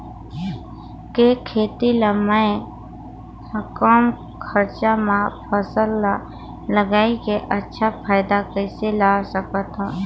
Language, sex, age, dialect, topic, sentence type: Chhattisgarhi, female, 25-30, Northern/Bhandar, agriculture, question